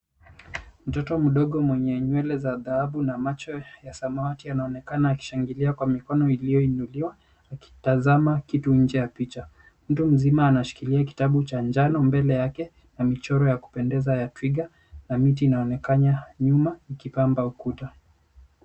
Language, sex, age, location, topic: Swahili, male, 25-35, Nairobi, education